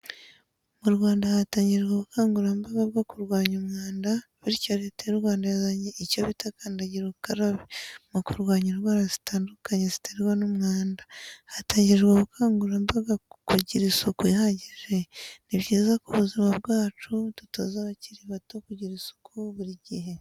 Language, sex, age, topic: Kinyarwanda, female, 25-35, education